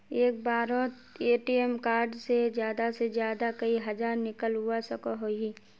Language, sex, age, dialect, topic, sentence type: Magahi, female, 25-30, Northeastern/Surjapuri, banking, question